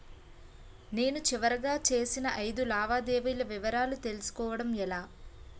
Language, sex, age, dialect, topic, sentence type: Telugu, female, 18-24, Utterandhra, banking, question